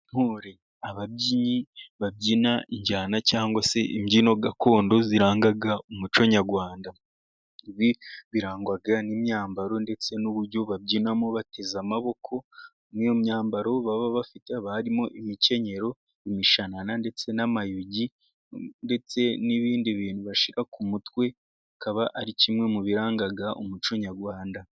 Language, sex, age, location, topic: Kinyarwanda, male, 18-24, Musanze, government